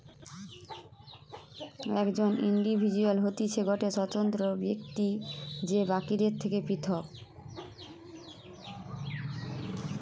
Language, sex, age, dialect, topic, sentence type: Bengali, female, 25-30, Western, banking, statement